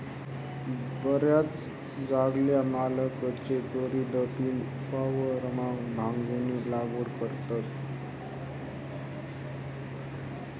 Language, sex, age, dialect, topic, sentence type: Marathi, male, 25-30, Northern Konkan, agriculture, statement